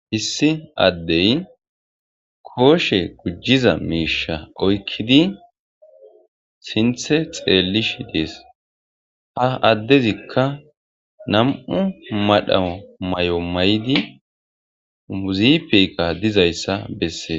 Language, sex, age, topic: Gamo, male, 25-35, agriculture